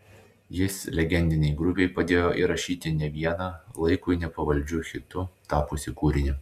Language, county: Lithuanian, Klaipėda